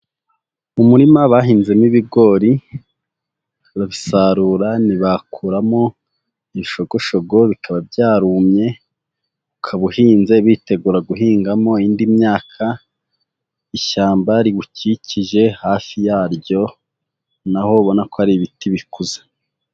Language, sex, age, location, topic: Kinyarwanda, male, 18-24, Huye, agriculture